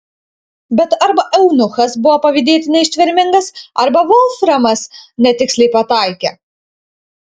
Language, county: Lithuanian, Kaunas